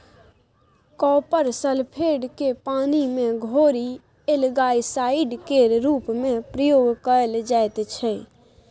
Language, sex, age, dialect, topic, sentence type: Maithili, female, 18-24, Bajjika, agriculture, statement